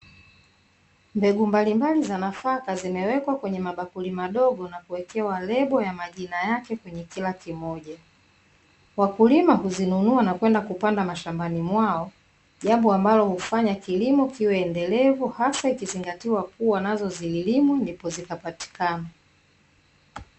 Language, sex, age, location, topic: Swahili, female, 25-35, Dar es Salaam, agriculture